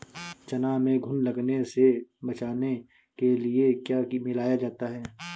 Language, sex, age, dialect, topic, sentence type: Hindi, male, 25-30, Awadhi Bundeli, agriculture, question